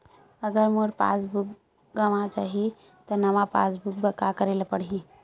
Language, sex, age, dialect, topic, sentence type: Chhattisgarhi, female, 51-55, Western/Budati/Khatahi, banking, question